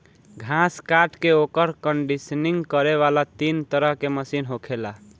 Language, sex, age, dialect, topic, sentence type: Bhojpuri, male, 18-24, Southern / Standard, agriculture, statement